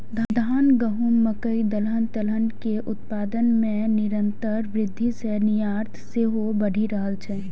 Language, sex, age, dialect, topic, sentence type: Maithili, female, 18-24, Eastern / Thethi, agriculture, statement